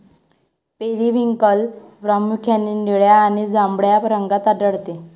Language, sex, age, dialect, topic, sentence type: Marathi, female, 41-45, Varhadi, agriculture, statement